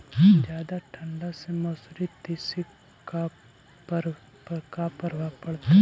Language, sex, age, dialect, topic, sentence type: Magahi, male, 18-24, Central/Standard, agriculture, question